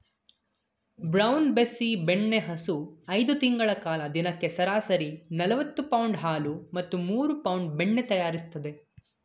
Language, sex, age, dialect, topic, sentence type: Kannada, male, 18-24, Mysore Kannada, agriculture, statement